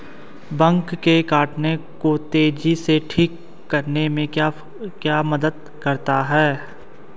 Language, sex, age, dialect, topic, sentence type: Hindi, male, 18-24, Hindustani Malvi Khadi Boli, agriculture, question